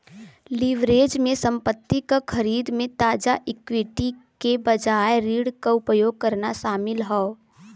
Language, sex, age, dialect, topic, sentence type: Bhojpuri, female, 18-24, Western, banking, statement